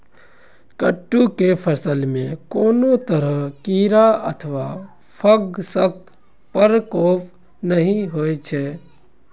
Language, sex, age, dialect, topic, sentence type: Maithili, male, 56-60, Eastern / Thethi, agriculture, statement